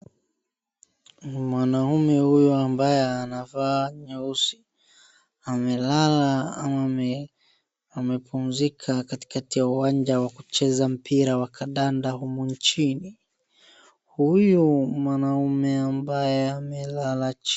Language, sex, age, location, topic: Swahili, male, 18-24, Wajir, education